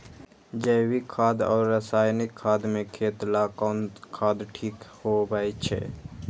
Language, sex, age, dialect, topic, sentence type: Magahi, male, 18-24, Western, agriculture, question